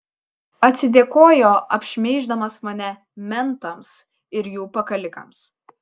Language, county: Lithuanian, Šiauliai